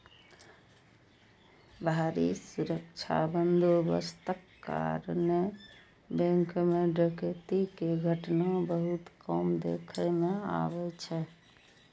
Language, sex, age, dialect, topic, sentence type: Maithili, female, 51-55, Eastern / Thethi, banking, statement